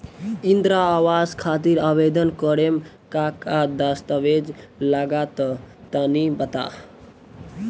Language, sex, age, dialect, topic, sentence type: Bhojpuri, male, <18, Southern / Standard, banking, question